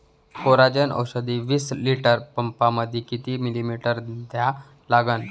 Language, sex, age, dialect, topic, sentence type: Marathi, male, 25-30, Varhadi, agriculture, question